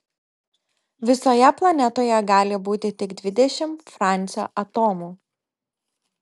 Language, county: Lithuanian, Telšiai